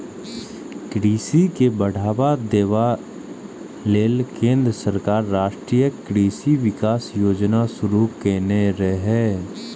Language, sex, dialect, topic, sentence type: Maithili, male, Eastern / Thethi, agriculture, statement